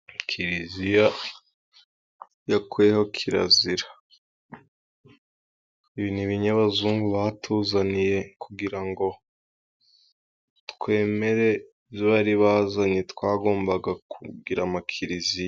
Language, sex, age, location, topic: Kinyarwanda, female, 18-24, Musanze, government